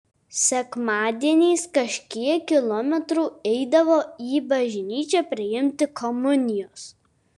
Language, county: Lithuanian, Kaunas